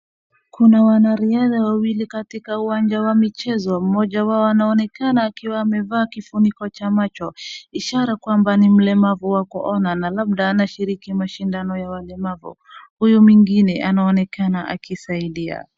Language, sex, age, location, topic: Swahili, female, 25-35, Wajir, education